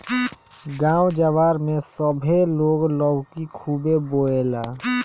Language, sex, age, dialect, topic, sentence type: Bhojpuri, male, 18-24, Northern, agriculture, statement